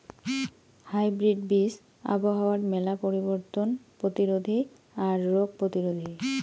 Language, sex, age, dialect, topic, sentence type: Bengali, female, 25-30, Rajbangshi, agriculture, statement